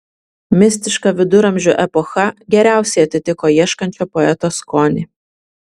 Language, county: Lithuanian, Vilnius